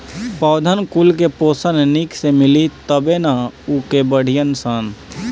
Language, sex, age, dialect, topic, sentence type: Bhojpuri, male, 25-30, Northern, agriculture, statement